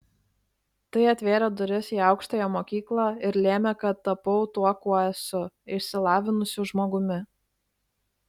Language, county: Lithuanian, Klaipėda